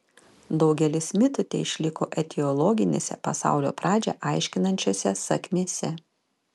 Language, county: Lithuanian, Panevėžys